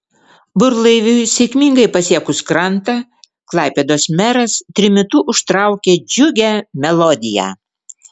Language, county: Lithuanian, Vilnius